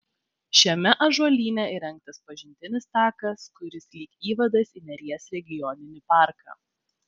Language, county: Lithuanian, Vilnius